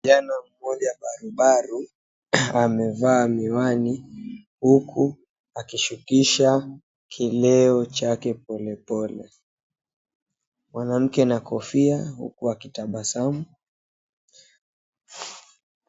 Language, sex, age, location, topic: Swahili, male, 25-35, Mombasa, government